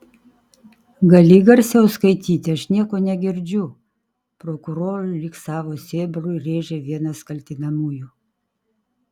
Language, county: Lithuanian, Kaunas